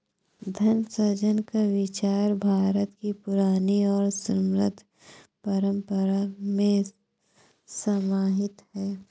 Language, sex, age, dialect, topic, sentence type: Hindi, female, 25-30, Awadhi Bundeli, banking, statement